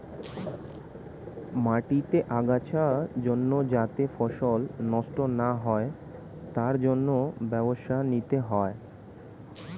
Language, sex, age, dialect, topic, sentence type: Bengali, male, 18-24, Standard Colloquial, agriculture, statement